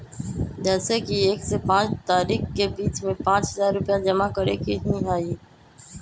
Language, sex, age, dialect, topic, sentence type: Magahi, male, 25-30, Western, banking, question